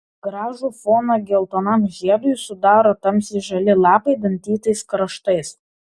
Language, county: Lithuanian, Vilnius